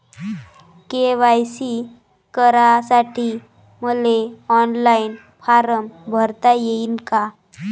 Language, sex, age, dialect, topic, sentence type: Marathi, female, 18-24, Varhadi, banking, question